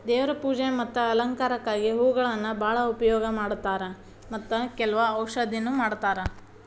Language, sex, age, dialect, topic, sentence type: Kannada, female, 31-35, Dharwad Kannada, agriculture, statement